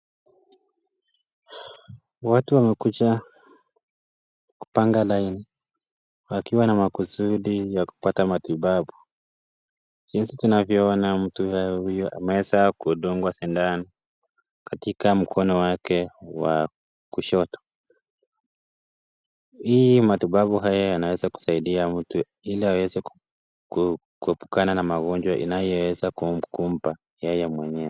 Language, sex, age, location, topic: Swahili, male, 18-24, Nakuru, health